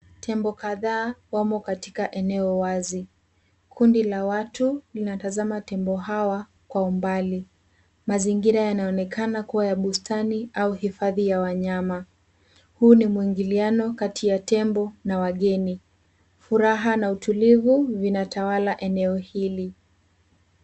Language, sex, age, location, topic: Swahili, female, 18-24, Nairobi, government